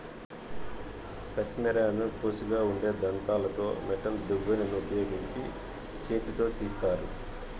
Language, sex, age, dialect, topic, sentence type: Telugu, male, 41-45, Southern, agriculture, statement